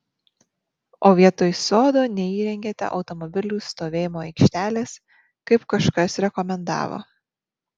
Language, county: Lithuanian, Marijampolė